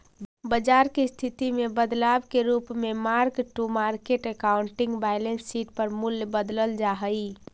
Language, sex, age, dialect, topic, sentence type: Magahi, female, 18-24, Central/Standard, banking, statement